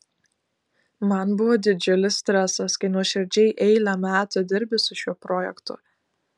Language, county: Lithuanian, Klaipėda